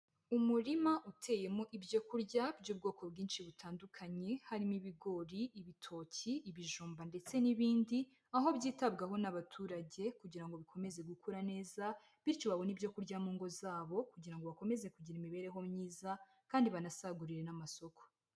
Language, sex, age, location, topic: Kinyarwanda, male, 18-24, Huye, agriculture